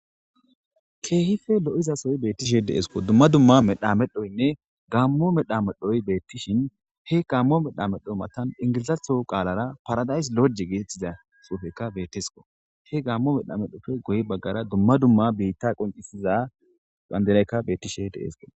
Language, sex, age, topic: Gamo, female, 18-24, government